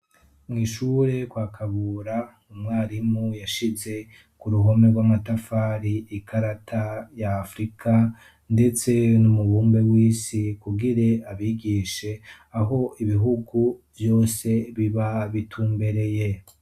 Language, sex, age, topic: Rundi, male, 25-35, education